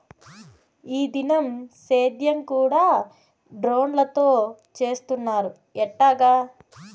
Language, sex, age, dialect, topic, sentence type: Telugu, female, 25-30, Southern, agriculture, statement